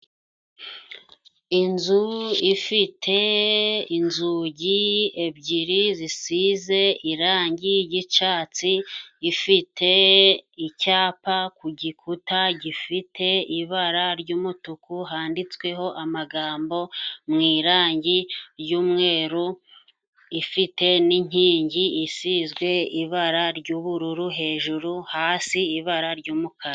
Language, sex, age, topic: Kinyarwanda, female, 25-35, finance